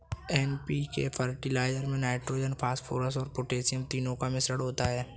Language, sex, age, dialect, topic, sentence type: Hindi, male, 18-24, Kanauji Braj Bhasha, agriculture, statement